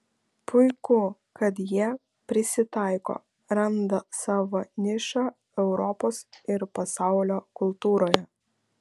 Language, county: Lithuanian, Vilnius